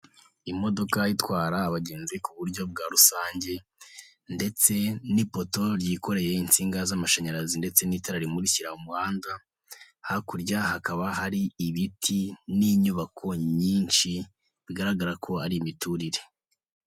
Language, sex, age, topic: Kinyarwanda, male, 18-24, government